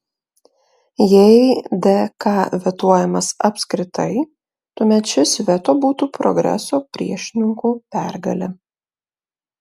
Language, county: Lithuanian, Klaipėda